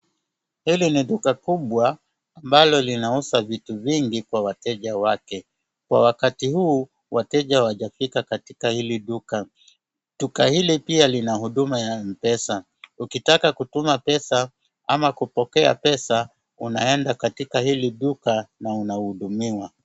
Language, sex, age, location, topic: Swahili, male, 36-49, Wajir, finance